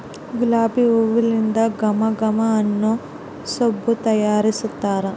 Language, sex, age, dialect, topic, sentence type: Kannada, female, 18-24, Central, agriculture, statement